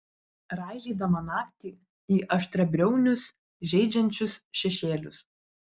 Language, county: Lithuanian, Vilnius